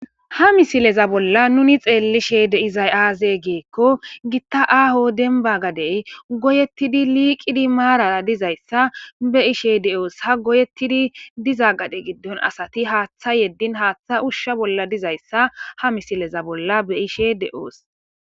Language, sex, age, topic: Gamo, female, 18-24, agriculture